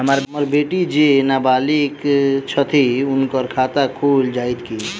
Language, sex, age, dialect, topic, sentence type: Maithili, male, 18-24, Southern/Standard, banking, question